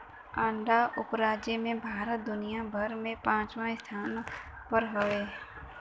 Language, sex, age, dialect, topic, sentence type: Bhojpuri, female, 18-24, Western, agriculture, statement